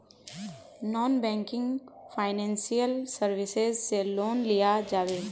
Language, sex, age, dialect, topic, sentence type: Magahi, female, 18-24, Northeastern/Surjapuri, banking, question